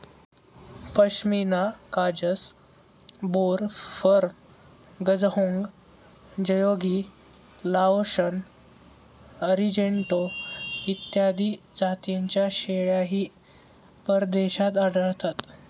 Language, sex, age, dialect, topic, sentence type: Marathi, male, 18-24, Standard Marathi, agriculture, statement